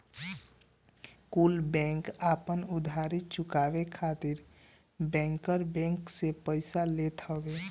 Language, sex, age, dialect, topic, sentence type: Bhojpuri, male, 18-24, Northern, banking, statement